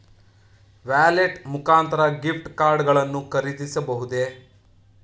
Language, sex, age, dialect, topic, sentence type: Kannada, male, 31-35, Mysore Kannada, banking, question